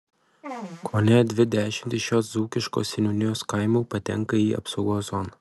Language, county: Lithuanian, Alytus